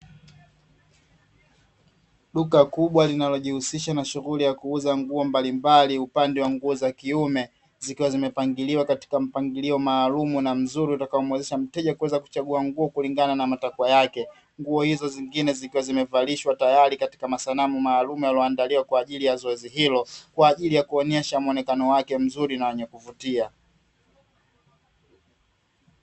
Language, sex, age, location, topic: Swahili, male, 25-35, Dar es Salaam, finance